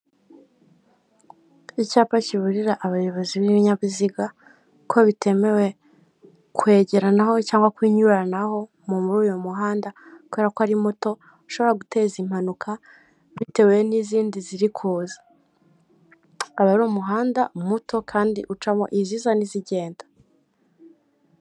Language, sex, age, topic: Kinyarwanda, female, 18-24, government